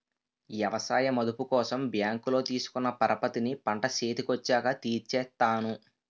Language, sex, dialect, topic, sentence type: Telugu, male, Utterandhra, banking, statement